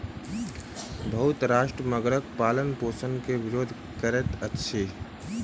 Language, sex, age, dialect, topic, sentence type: Maithili, male, 36-40, Southern/Standard, agriculture, statement